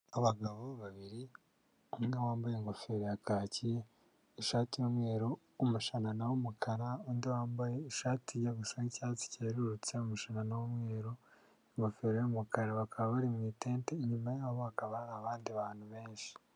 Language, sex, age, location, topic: Kinyarwanda, male, 36-49, Huye, health